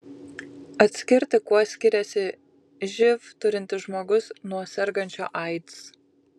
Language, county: Lithuanian, Kaunas